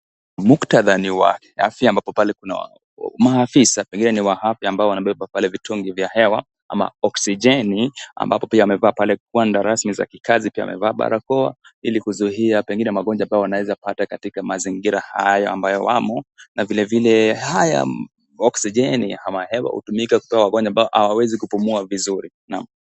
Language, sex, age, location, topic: Swahili, male, 18-24, Kisii, health